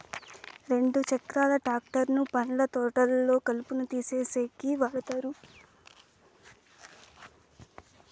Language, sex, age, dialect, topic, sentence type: Telugu, female, 18-24, Southern, agriculture, statement